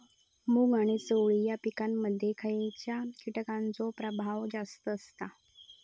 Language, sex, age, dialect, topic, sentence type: Marathi, female, 18-24, Southern Konkan, agriculture, question